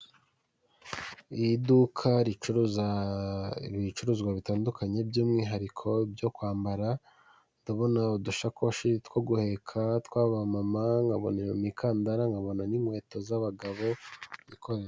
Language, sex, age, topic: Kinyarwanda, male, 18-24, finance